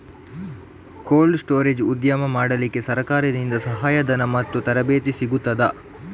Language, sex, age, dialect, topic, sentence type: Kannada, male, 36-40, Coastal/Dakshin, agriculture, question